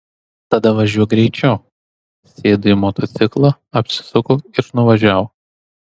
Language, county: Lithuanian, Tauragė